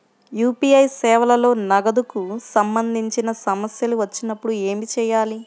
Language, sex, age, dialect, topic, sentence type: Telugu, female, 51-55, Central/Coastal, banking, question